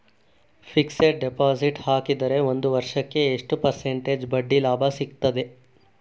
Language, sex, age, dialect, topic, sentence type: Kannada, male, 41-45, Coastal/Dakshin, banking, question